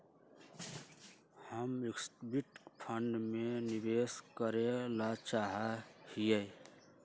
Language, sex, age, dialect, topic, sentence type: Magahi, male, 31-35, Western, banking, statement